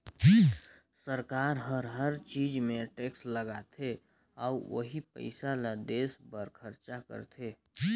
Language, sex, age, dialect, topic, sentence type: Chhattisgarhi, male, 25-30, Northern/Bhandar, banking, statement